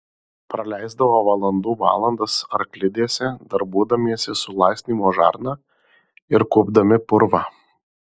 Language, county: Lithuanian, Marijampolė